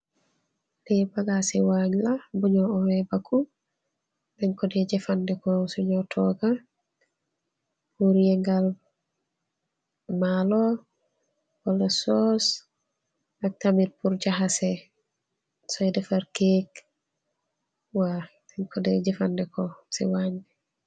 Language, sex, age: Wolof, female, 25-35